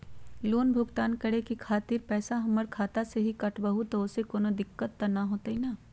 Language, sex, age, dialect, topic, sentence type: Magahi, female, 51-55, Western, banking, question